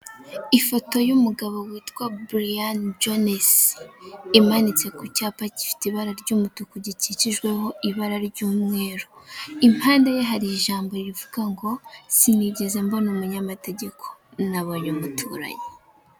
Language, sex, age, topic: Kinyarwanda, female, 18-24, finance